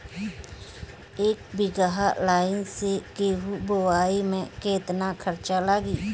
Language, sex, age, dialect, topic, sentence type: Bhojpuri, female, 36-40, Northern, agriculture, question